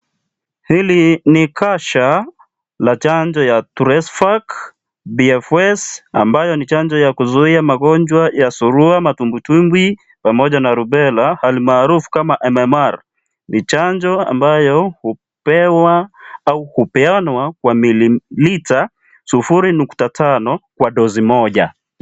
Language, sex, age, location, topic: Swahili, male, 25-35, Kisii, health